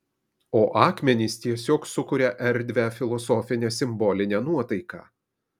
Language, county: Lithuanian, Kaunas